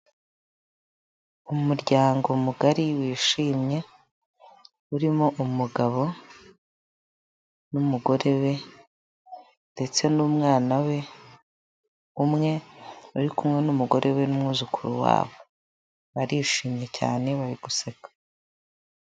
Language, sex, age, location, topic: Kinyarwanda, female, 25-35, Huye, health